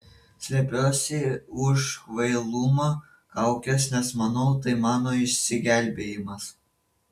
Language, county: Lithuanian, Vilnius